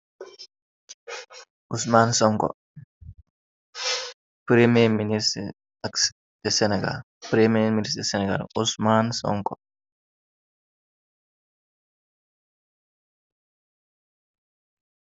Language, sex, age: Wolof, male, 18-24